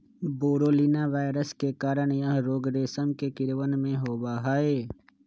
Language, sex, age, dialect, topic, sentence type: Magahi, male, 25-30, Western, agriculture, statement